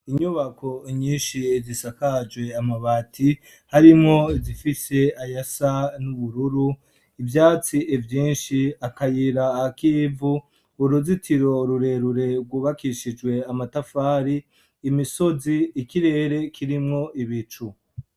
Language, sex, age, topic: Rundi, male, 25-35, education